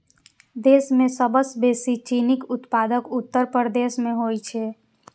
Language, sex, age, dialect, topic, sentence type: Maithili, female, 18-24, Eastern / Thethi, agriculture, statement